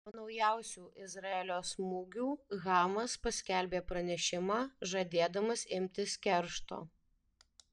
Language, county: Lithuanian, Alytus